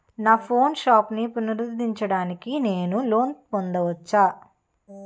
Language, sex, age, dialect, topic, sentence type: Telugu, female, 18-24, Utterandhra, banking, question